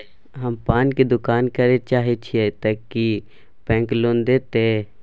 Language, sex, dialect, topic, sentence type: Maithili, male, Bajjika, banking, question